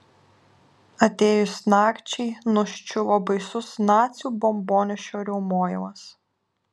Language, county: Lithuanian, Alytus